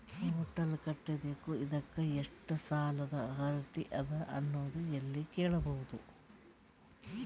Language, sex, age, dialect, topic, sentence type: Kannada, female, 46-50, Northeastern, banking, question